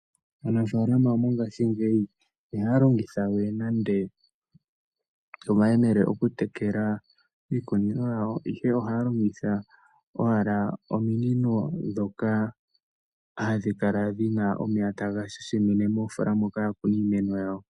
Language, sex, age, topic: Oshiwambo, male, 18-24, agriculture